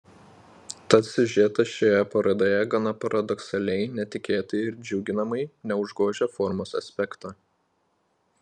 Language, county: Lithuanian, Panevėžys